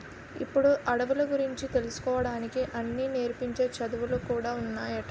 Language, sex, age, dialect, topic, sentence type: Telugu, female, 18-24, Utterandhra, agriculture, statement